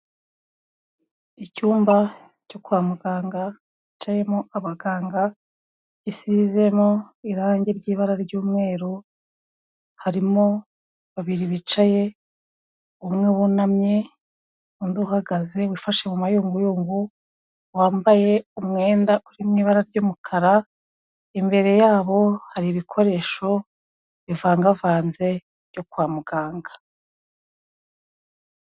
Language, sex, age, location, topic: Kinyarwanda, female, 36-49, Kigali, health